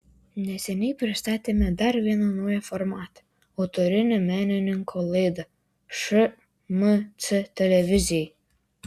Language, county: Lithuanian, Klaipėda